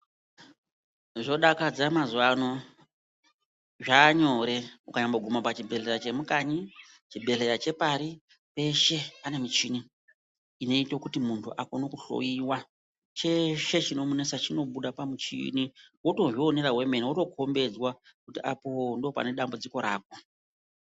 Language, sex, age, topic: Ndau, female, 36-49, health